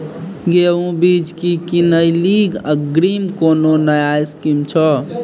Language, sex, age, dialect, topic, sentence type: Maithili, male, 18-24, Angika, agriculture, question